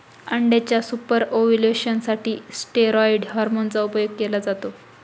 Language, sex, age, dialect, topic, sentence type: Marathi, female, 25-30, Northern Konkan, agriculture, statement